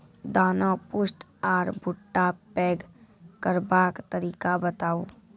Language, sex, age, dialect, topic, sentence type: Maithili, female, 31-35, Angika, agriculture, question